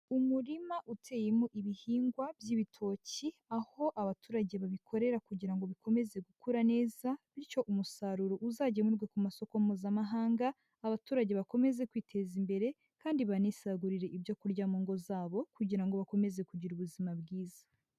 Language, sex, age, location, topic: Kinyarwanda, male, 18-24, Huye, agriculture